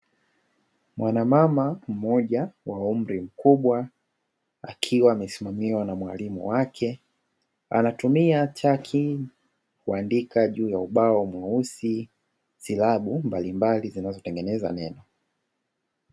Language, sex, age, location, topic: Swahili, male, 25-35, Dar es Salaam, education